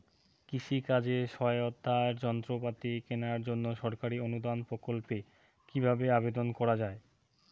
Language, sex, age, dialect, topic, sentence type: Bengali, male, 18-24, Rajbangshi, agriculture, question